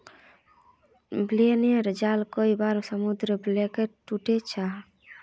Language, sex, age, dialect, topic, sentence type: Magahi, female, 46-50, Northeastern/Surjapuri, agriculture, statement